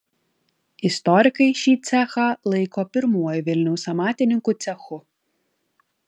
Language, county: Lithuanian, Kaunas